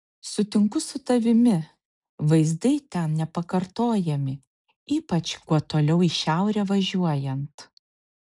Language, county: Lithuanian, Šiauliai